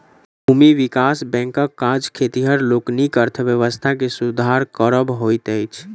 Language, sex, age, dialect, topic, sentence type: Maithili, male, 25-30, Southern/Standard, banking, statement